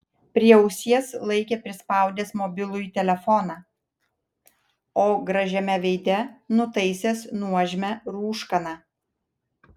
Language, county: Lithuanian, Vilnius